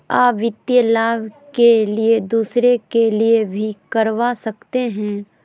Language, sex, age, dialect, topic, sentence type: Magahi, female, 31-35, Southern, banking, question